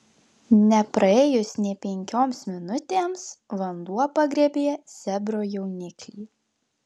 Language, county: Lithuanian, Klaipėda